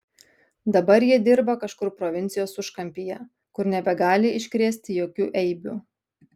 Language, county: Lithuanian, Kaunas